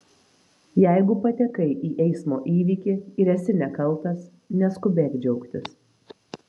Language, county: Lithuanian, Vilnius